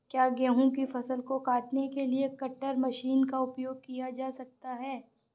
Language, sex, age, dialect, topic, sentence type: Hindi, female, 25-30, Awadhi Bundeli, agriculture, question